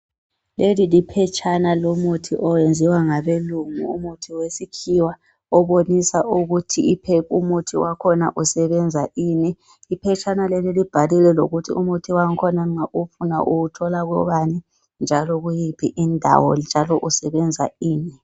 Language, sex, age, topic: North Ndebele, female, 18-24, health